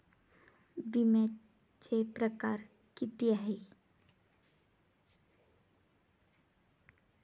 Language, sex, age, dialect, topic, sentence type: Marathi, female, 25-30, Varhadi, banking, question